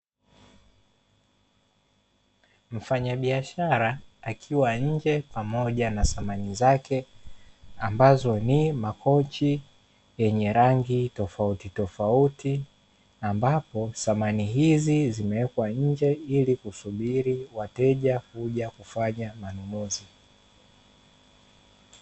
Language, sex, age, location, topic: Swahili, male, 18-24, Dar es Salaam, finance